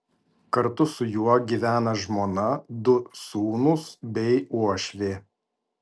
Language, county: Lithuanian, Vilnius